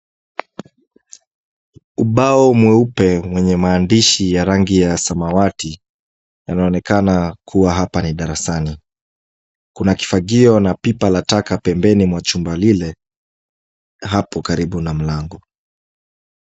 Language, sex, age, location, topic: Swahili, male, 25-35, Kisumu, education